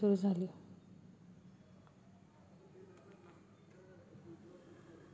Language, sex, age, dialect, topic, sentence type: Marathi, female, 31-35, Standard Marathi, agriculture, statement